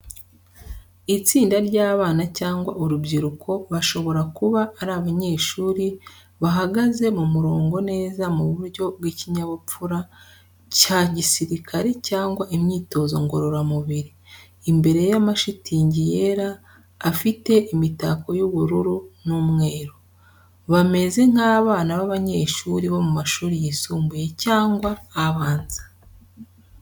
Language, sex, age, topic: Kinyarwanda, female, 36-49, education